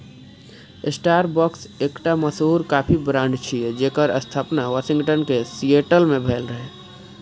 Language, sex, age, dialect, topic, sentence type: Maithili, male, 25-30, Eastern / Thethi, agriculture, statement